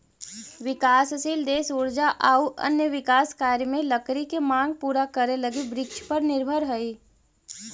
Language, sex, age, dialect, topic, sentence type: Magahi, female, 18-24, Central/Standard, banking, statement